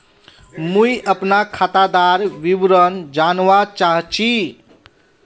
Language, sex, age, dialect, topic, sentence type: Magahi, male, 31-35, Northeastern/Surjapuri, banking, question